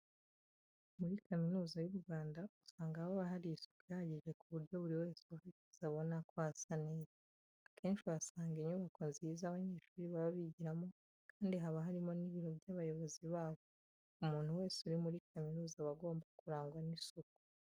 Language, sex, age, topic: Kinyarwanda, female, 25-35, education